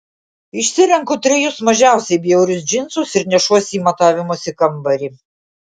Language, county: Lithuanian, Klaipėda